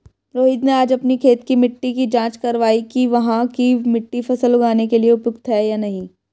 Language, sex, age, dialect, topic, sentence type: Hindi, female, 18-24, Hindustani Malvi Khadi Boli, agriculture, statement